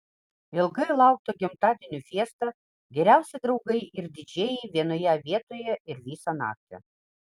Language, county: Lithuanian, Vilnius